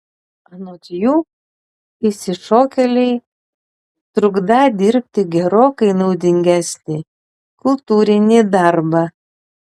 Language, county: Lithuanian, Panevėžys